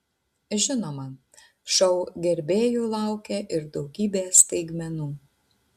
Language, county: Lithuanian, Utena